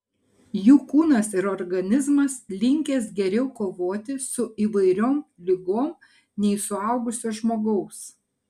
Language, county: Lithuanian, Kaunas